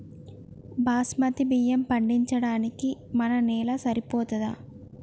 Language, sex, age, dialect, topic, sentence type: Telugu, female, 25-30, Telangana, agriculture, question